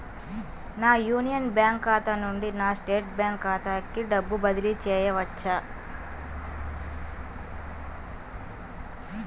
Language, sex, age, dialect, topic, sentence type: Telugu, female, 18-24, Central/Coastal, banking, question